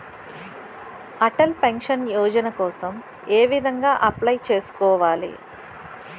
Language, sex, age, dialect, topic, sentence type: Telugu, female, 41-45, Utterandhra, banking, question